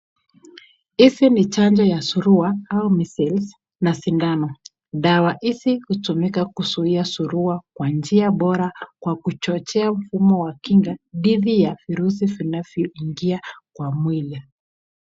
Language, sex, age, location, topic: Swahili, female, 25-35, Nakuru, health